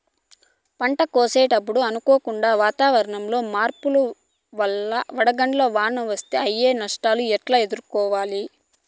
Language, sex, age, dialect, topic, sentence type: Telugu, female, 18-24, Southern, agriculture, question